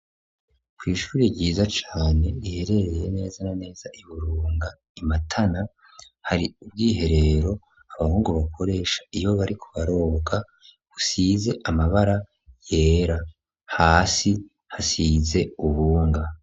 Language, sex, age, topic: Rundi, male, 18-24, education